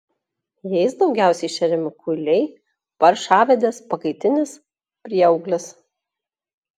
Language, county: Lithuanian, Klaipėda